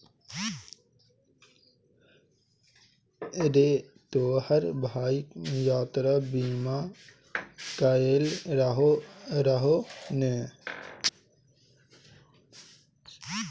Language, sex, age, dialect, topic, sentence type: Maithili, male, 25-30, Bajjika, banking, statement